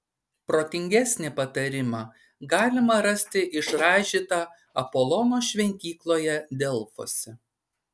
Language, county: Lithuanian, Šiauliai